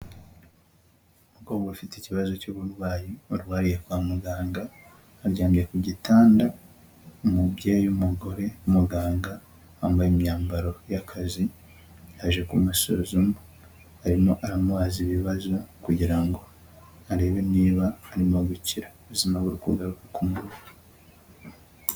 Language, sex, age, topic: Kinyarwanda, male, 18-24, health